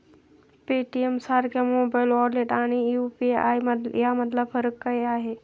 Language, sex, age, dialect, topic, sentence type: Marathi, male, 51-55, Standard Marathi, banking, question